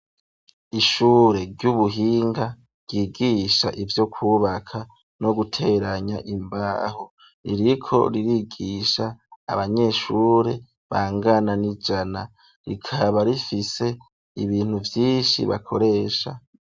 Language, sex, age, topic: Rundi, male, 25-35, education